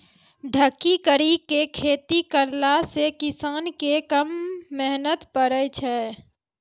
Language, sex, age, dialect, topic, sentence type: Maithili, female, 18-24, Angika, agriculture, statement